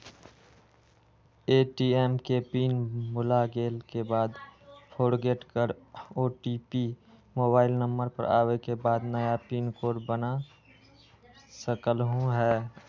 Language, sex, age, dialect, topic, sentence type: Magahi, male, 18-24, Western, banking, question